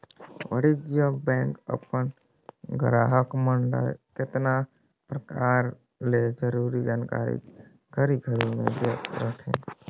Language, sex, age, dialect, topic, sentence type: Chhattisgarhi, male, 18-24, Northern/Bhandar, banking, statement